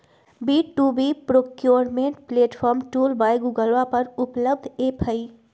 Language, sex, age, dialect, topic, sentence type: Magahi, female, 25-30, Western, agriculture, statement